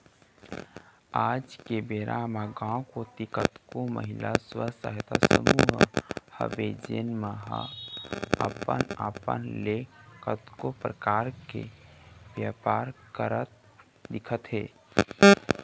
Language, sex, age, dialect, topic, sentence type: Chhattisgarhi, male, 18-24, Eastern, banking, statement